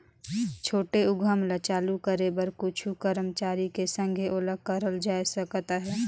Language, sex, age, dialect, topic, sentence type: Chhattisgarhi, female, 25-30, Northern/Bhandar, banking, statement